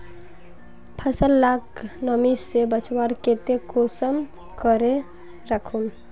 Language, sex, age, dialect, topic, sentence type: Magahi, female, 18-24, Northeastern/Surjapuri, agriculture, question